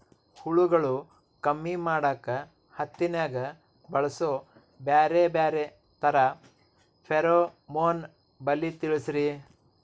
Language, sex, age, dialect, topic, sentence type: Kannada, male, 46-50, Dharwad Kannada, agriculture, question